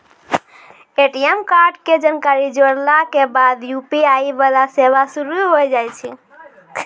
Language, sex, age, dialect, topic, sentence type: Maithili, female, 18-24, Angika, banking, statement